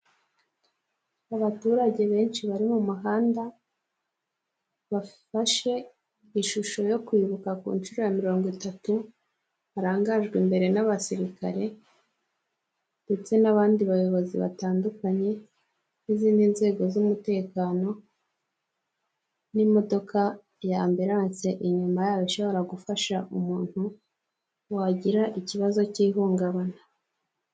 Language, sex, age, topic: Kinyarwanda, female, 18-24, government